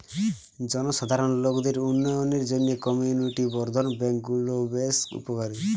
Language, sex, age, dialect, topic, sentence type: Bengali, male, 18-24, Western, banking, statement